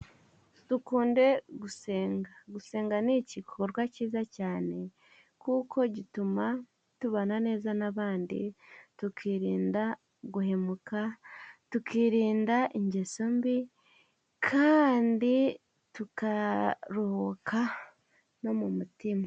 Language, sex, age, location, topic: Kinyarwanda, female, 18-24, Musanze, government